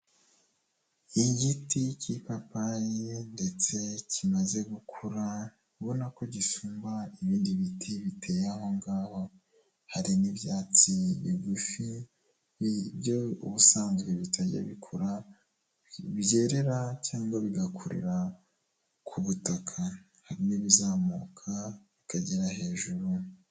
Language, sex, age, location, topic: Kinyarwanda, male, 25-35, Nyagatare, agriculture